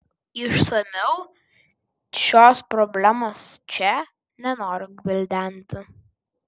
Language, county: Lithuanian, Vilnius